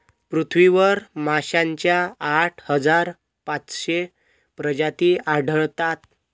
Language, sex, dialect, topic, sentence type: Marathi, male, Varhadi, agriculture, statement